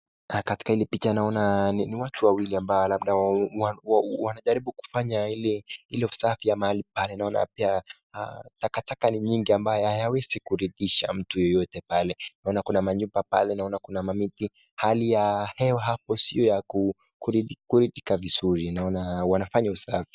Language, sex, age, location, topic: Swahili, male, 18-24, Nakuru, health